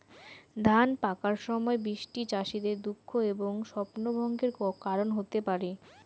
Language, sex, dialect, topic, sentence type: Bengali, female, Rajbangshi, agriculture, question